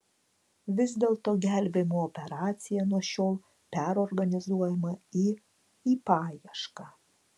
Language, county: Lithuanian, Klaipėda